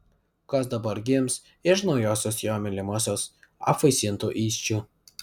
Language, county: Lithuanian, Vilnius